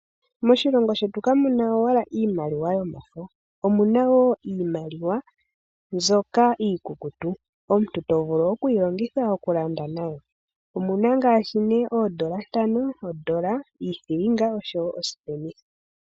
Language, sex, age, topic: Oshiwambo, female, 18-24, finance